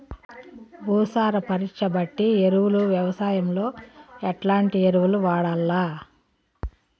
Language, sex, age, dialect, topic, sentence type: Telugu, female, 41-45, Southern, agriculture, question